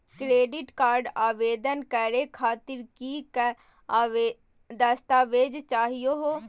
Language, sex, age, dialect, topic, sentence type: Magahi, female, 18-24, Southern, banking, question